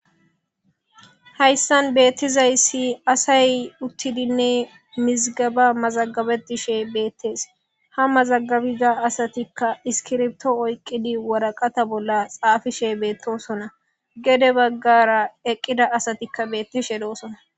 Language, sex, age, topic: Gamo, male, 18-24, government